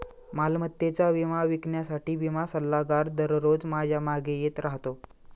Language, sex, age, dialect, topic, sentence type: Marathi, male, 18-24, Standard Marathi, banking, statement